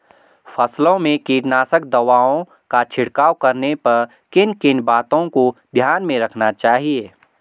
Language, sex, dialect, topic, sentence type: Hindi, male, Garhwali, agriculture, question